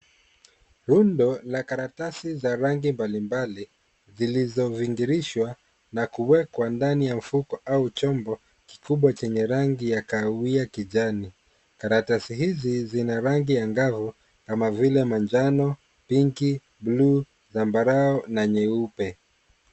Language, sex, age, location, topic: Swahili, male, 36-49, Kisumu, education